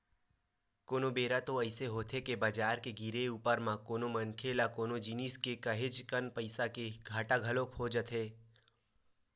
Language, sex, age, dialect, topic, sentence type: Chhattisgarhi, male, 18-24, Western/Budati/Khatahi, banking, statement